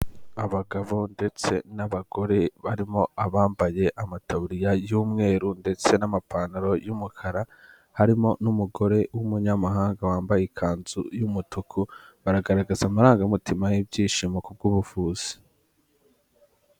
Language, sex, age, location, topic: Kinyarwanda, male, 18-24, Kigali, health